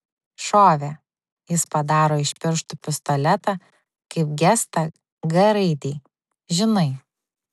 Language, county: Lithuanian, Vilnius